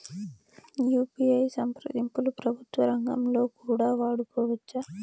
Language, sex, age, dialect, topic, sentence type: Telugu, female, 18-24, Southern, banking, question